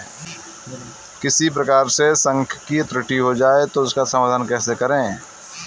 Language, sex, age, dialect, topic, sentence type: Hindi, male, 18-24, Kanauji Braj Bhasha, banking, statement